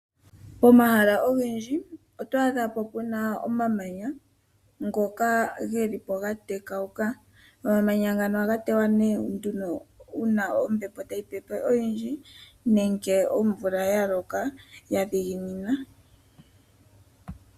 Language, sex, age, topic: Oshiwambo, female, 25-35, agriculture